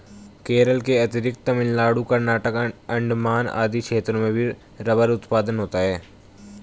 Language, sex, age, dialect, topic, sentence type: Hindi, male, 18-24, Hindustani Malvi Khadi Boli, agriculture, statement